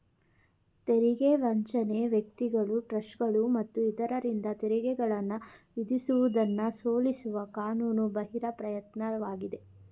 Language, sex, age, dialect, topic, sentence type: Kannada, female, 31-35, Mysore Kannada, banking, statement